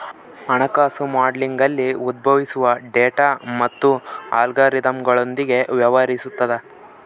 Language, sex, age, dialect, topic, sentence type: Kannada, male, 18-24, Central, banking, statement